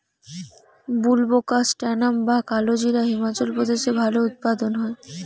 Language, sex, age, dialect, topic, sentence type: Bengali, female, 18-24, Rajbangshi, agriculture, question